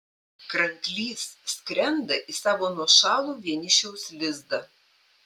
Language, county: Lithuanian, Panevėžys